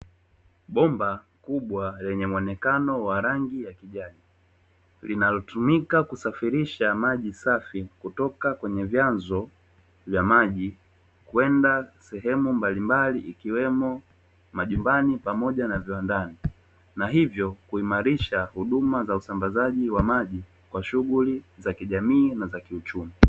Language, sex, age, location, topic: Swahili, male, 25-35, Dar es Salaam, government